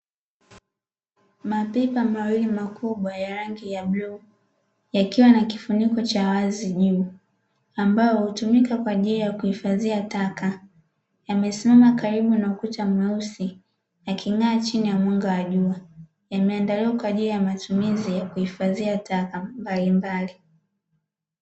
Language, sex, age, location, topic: Swahili, female, 18-24, Dar es Salaam, government